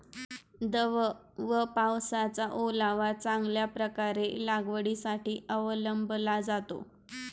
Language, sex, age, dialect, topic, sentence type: Marathi, female, 25-30, Standard Marathi, agriculture, statement